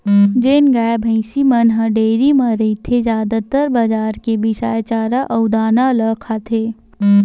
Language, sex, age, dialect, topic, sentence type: Chhattisgarhi, female, 18-24, Western/Budati/Khatahi, agriculture, statement